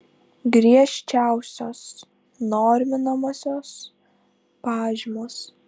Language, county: Lithuanian, Klaipėda